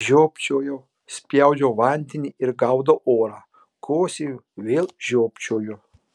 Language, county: Lithuanian, Marijampolė